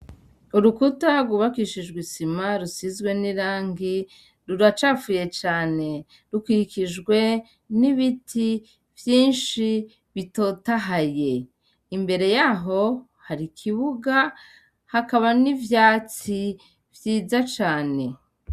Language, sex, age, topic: Rundi, female, 36-49, education